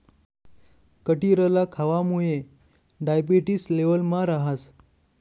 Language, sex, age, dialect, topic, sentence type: Marathi, male, 25-30, Northern Konkan, agriculture, statement